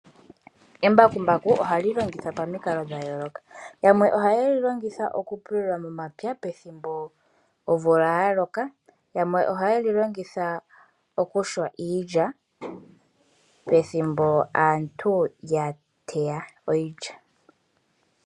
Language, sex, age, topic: Oshiwambo, female, 18-24, agriculture